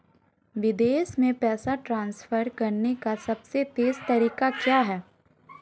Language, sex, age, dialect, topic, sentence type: Hindi, female, 25-30, Marwari Dhudhari, banking, question